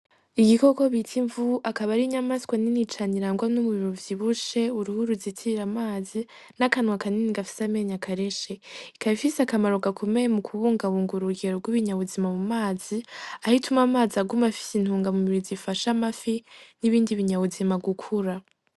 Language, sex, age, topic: Rundi, female, 18-24, agriculture